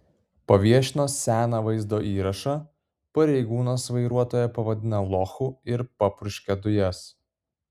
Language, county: Lithuanian, Kaunas